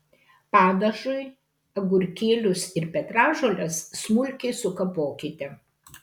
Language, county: Lithuanian, Kaunas